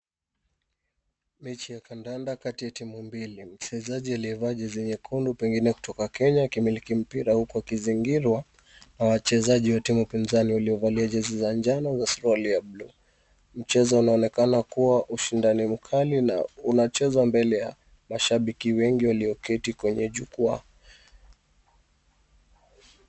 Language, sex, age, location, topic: Swahili, male, 25-35, Kisumu, government